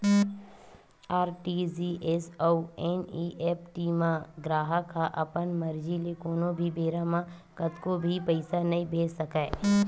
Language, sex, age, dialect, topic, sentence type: Chhattisgarhi, female, 25-30, Western/Budati/Khatahi, banking, statement